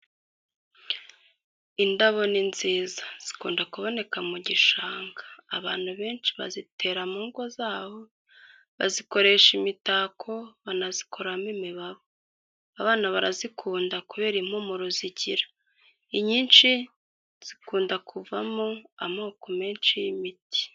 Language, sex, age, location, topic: Kinyarwanda, female, 18-24, Kigali, health